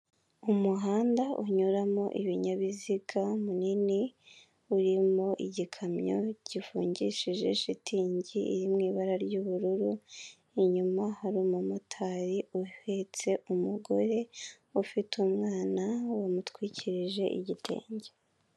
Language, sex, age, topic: Kinyarwanda, female, 18-24, government